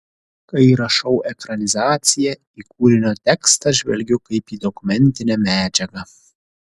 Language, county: Lithuanian, Kaunas